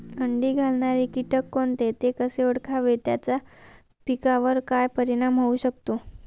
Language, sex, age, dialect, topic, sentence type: Marathi, female, 18-24, Northern Konkan, agriculture, question